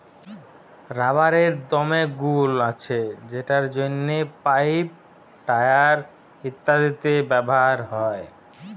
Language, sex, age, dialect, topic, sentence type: Bengali, male, 25-30, Jharkhandi, agriculture, statement